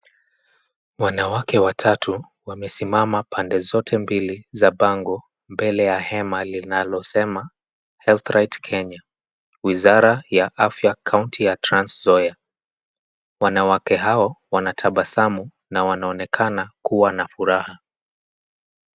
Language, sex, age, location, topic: Swahili, male, 25-35, Nairobi, health